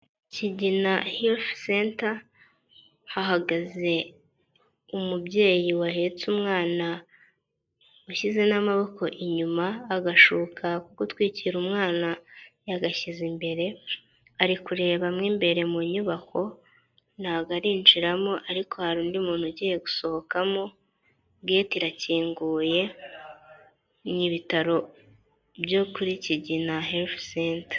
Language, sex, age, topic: Kinyarwanda, female, 25-35, health